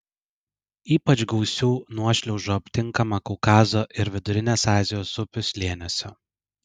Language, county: Lithuanian, Vilnius